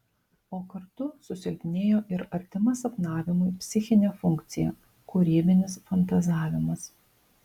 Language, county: Lithuanian, Vilnius